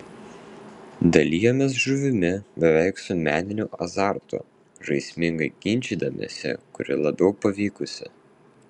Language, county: Lithuanian, Vilnius